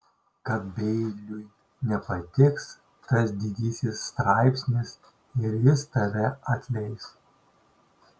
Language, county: Lithuanian, Šiauliai